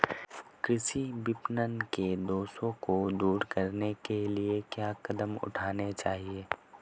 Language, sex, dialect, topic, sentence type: Hindi, male, Marwari Dhudhari, agriculture, question